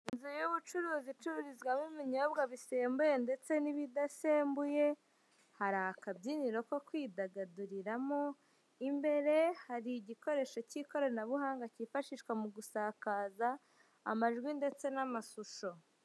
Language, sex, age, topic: Kinyarwanda, male, 18-24, finance